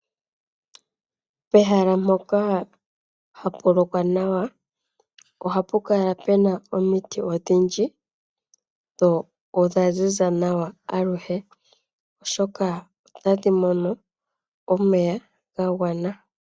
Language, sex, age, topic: Oshiwambo, female, 25-35, agriculture